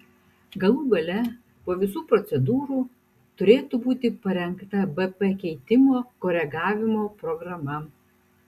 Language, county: Lithuanian, Utena